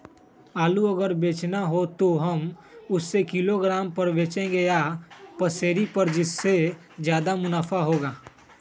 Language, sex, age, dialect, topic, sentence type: Magahi, male, 18-24, Western, agriculture, question